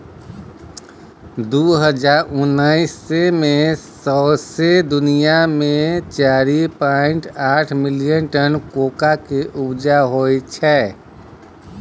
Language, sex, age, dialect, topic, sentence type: Maithili, male, 36-40, Bajjika, agriculture, statement